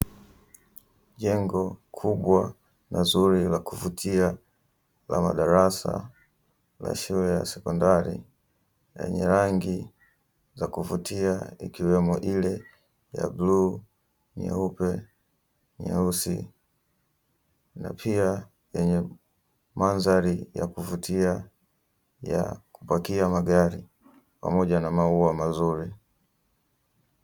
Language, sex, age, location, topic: Swahili, male, 18-24, Dar es Salaam, education